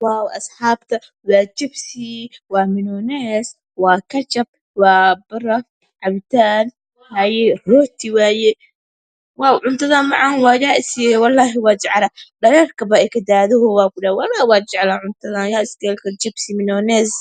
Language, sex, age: Somali, male, 18-24